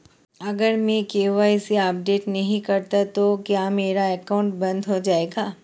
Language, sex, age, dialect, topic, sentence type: Hindi, female, 31-35, Marwari Dhudhari, banking, question